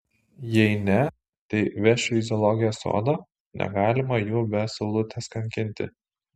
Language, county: Lithuanian, Šiauliai